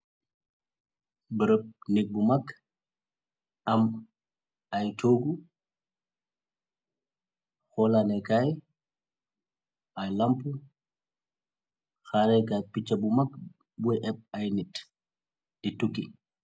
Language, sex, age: Wolof, male, 25-35